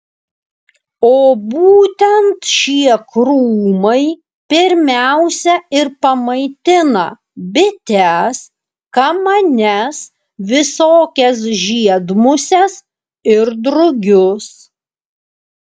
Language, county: Lithuanian, Alytus